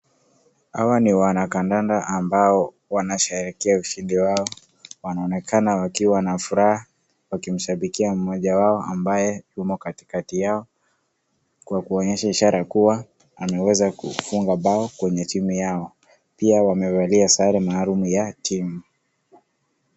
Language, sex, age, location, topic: Swahili, male, 18-24, Kisii, government